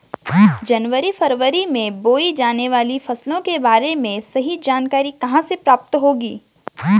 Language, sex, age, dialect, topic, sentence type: Hindi, female, 18-24, Garhwali, agriculture, question